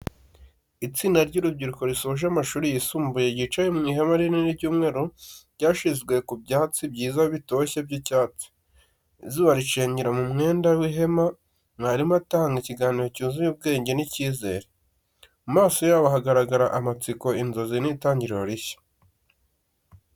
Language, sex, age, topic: Kinyarwanda, male, 18-24, education